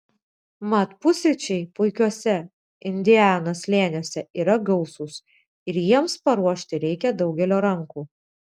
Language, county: Lithuanian, Vilnius